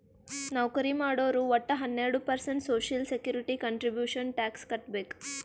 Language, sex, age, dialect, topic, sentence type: Kannada, female, 18-24, Northeastern, banking, statement